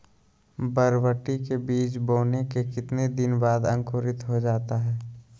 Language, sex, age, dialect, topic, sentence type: Magahi, male, 25-30, Southern, agriculture, question